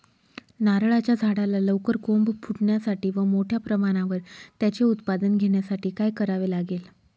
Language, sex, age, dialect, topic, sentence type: Marathi, female, 36-40, Northern Konkan, agriculture, question